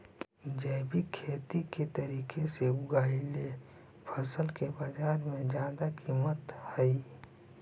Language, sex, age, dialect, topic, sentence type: Magahi, male, 56-60, Central/Standard, agriculture, statement